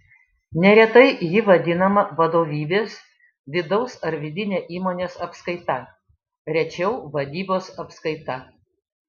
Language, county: Lithuanian, Šiauliai